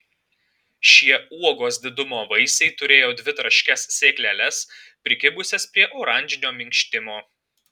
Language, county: Lithuanian, Alytus